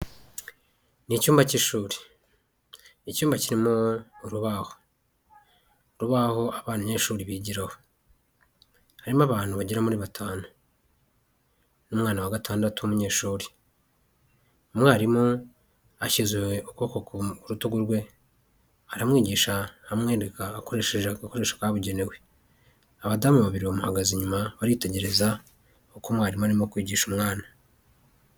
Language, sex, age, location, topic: Kinyarwanda, male, 36-49, Huye, health